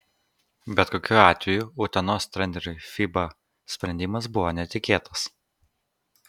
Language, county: Lithuanian, Kaunas